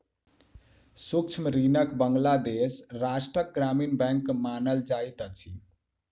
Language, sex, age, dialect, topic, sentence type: Maithili, male, 18-24, Southern/Standard, banking, statement